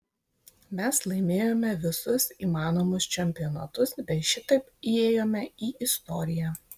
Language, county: Lithuanian, Vilnius